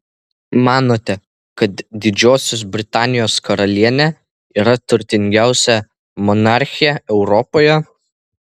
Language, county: Lithuanian, Vilnius